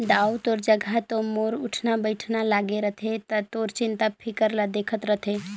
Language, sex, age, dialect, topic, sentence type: Chhattisgarhi, female, 18-24, Northern/Bhandar, banking, statement